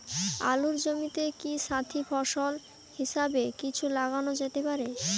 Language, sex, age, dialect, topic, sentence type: Bengali, female, 18-24, Rajbangshi, agriculture, question